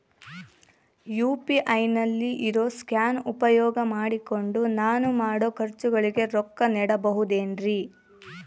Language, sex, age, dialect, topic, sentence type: Kannada, female, 18-24, Central, banking, question